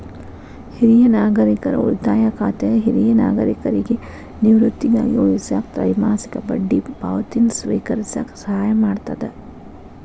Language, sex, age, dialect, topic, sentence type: Kannada, female, 36-40, Dharwad Kannada, banking, statement